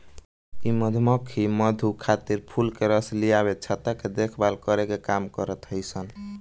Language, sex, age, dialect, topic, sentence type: Bhojpuri, male, <18, Northern, agriculture, statement